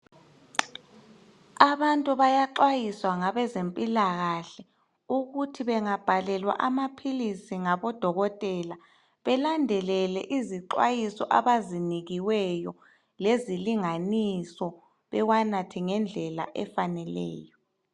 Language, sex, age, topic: North Ndebele, male, 25-35, health